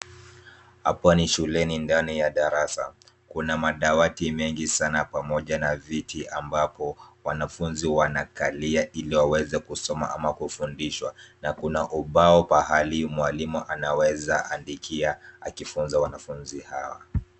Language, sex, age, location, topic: Swahili, female, 25-35, Kisumu, education